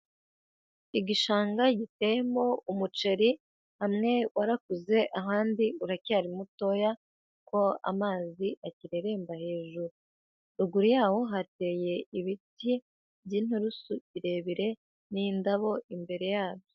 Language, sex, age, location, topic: Kinyarwanda, female, 25-35, Huye, agriculture